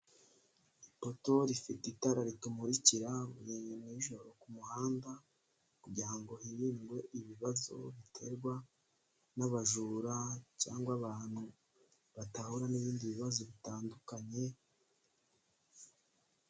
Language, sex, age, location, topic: Kinyarwanda, male, 18-24, Kigali, government